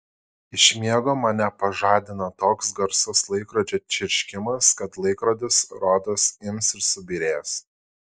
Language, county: Lithuanian, Šiauliai